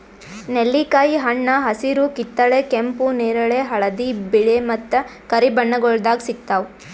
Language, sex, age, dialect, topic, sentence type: Kannada, female, 18-24, Northeastern, agriculture, statement